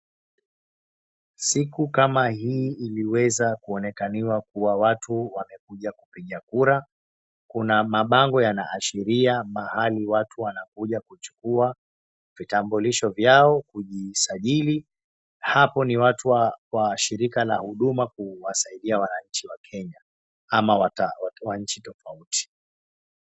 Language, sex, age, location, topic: Swahili, male, 25-35, Mombasa, government